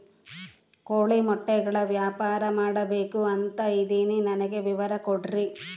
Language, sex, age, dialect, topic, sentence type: Kannada, female, 36-40, Central, agriculture, question